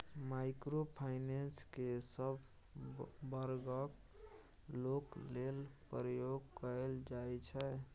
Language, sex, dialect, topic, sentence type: Maithili, male, Bajjika, banking, statement